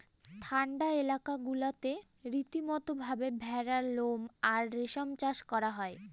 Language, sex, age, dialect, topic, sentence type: Bengali, female, <18, Northern/Varendri, agriculture, statement